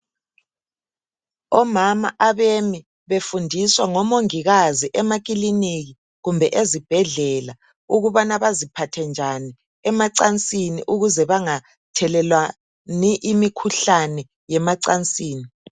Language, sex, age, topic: North Ndebele, male, 50+, health